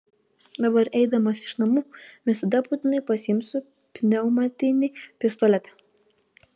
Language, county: Lithuanian, Kaunas